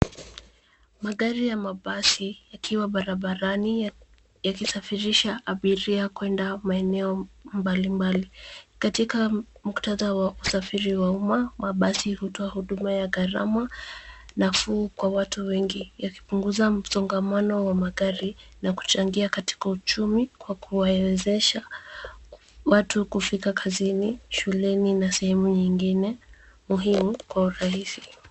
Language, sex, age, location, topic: Swahili, female, 25-35, Nairobi, government